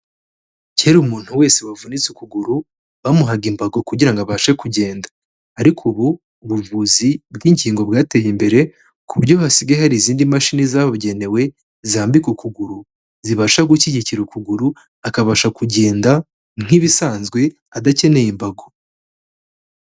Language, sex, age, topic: Kinyarwanda, male, 18-24, health